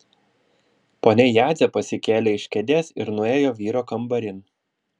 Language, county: Lithuanian, Vilnius